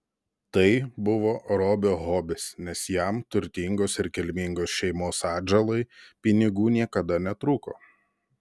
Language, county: Lithuanian, Telšiai